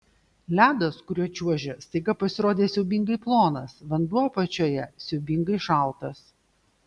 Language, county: Lithuanian, Šiauliai